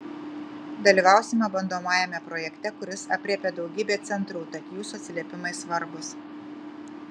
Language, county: Lithuanian, Kaunas